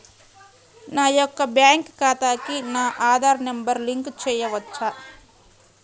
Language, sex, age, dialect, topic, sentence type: Telugu, female, 25-30, Central/Coastal, banking, question